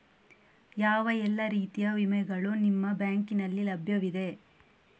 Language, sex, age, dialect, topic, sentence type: Kannada, female, 18-24, Coastal/Dakshin, banking, question